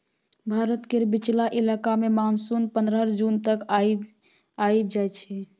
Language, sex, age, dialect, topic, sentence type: Maithili, female, 18-24, Bajjika, agriculture, statement